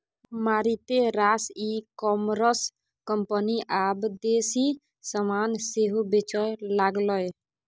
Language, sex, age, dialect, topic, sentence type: Maithili, female, 41-45, Bajjika, banking, statement